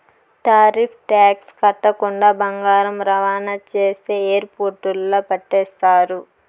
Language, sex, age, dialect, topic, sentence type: Telugu, female, 25-30, Southern, banking, statement